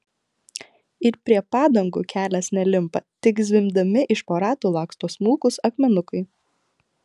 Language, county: Lithuanian, Klaipėda